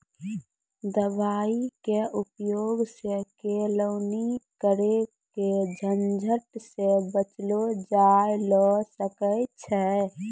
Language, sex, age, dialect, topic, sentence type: Maithili, female, 18-24, Angika, agriculture, statement